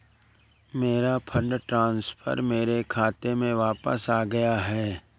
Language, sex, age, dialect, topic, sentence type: Hindi, male, 18-24, Awadhi Bundeli, banking, statement